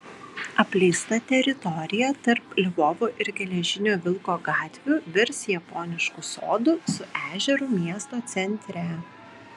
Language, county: Lithuanian, Kaunas